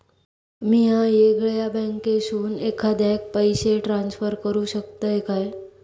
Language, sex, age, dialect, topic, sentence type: Marathi, female, 31-35, Southern Konkan, banking, statement